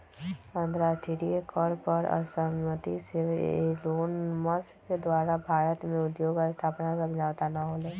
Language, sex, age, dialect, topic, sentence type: Magahi, female, 18-24, Western, banking, statement